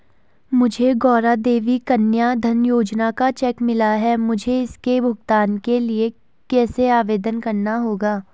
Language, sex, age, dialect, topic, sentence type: Hindi, female, 18-24, Garhwali, banking, question